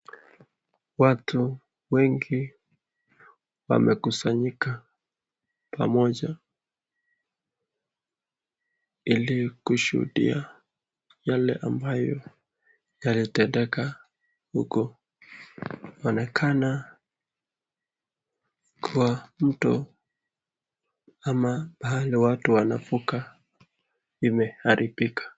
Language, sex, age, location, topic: Swahili, male, 18-24, Nakuru, health